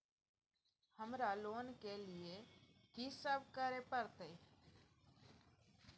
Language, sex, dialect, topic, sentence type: Maithili, female, Bajjika, banking, question